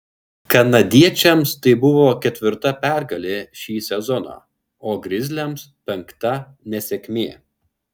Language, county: Lithuanian, Šiauliai